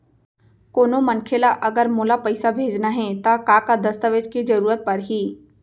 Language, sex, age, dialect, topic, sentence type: Chhattisgarhi, female, 25-30, Central, banking, question